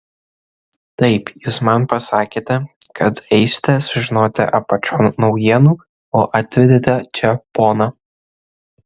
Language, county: Lithuanian, Kaunas